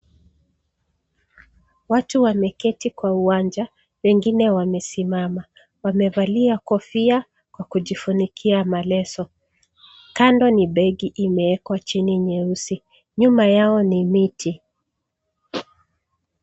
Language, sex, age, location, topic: Swahili, female, 36-49, Nairobi, education